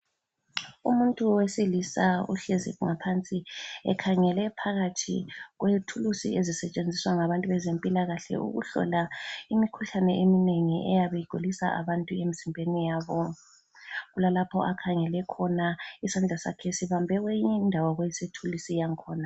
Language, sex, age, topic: North Ndebele, female, 36-49, health